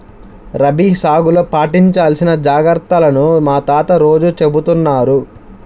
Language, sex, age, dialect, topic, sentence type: Telugu, male, 25-30, Central/Coastal, agriculture, statement